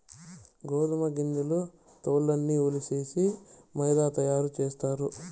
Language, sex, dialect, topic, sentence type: Telugu, male, Southern, agriculture, statement